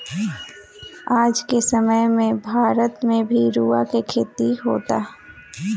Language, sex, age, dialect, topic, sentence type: Bhojpuri, female, 18-24, Southern / Standard, agriculture, statement